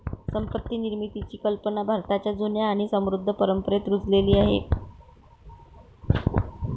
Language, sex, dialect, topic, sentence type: Marathi, female, Varhadi, banking, statement